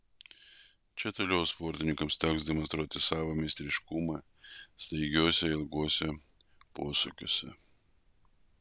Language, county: Lithuanian, Vilnius